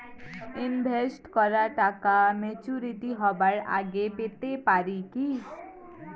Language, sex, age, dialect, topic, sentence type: Bengali, female, 18-24, Rajbangshi, banking, question